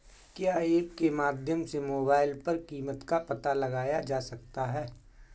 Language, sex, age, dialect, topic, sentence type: Hindi, male, 41-45, Awadhi Bundeli, agriculture, question